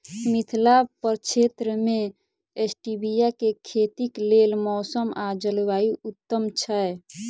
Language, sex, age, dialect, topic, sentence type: Maithili, female, 18-24, Southern/Standard, agriculture, question